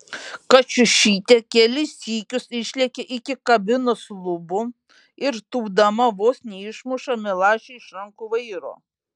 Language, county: Lithuanian, Šiauliai